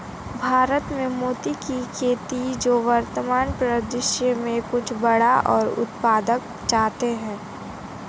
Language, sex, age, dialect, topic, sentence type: Hindi, female, 18-24, Marwari Dhudhari, agriculture, statement